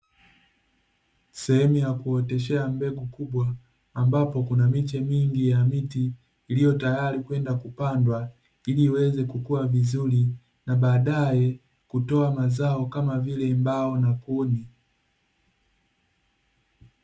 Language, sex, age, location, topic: Swahili, male, 36-49, Dar es Salaam, agriculture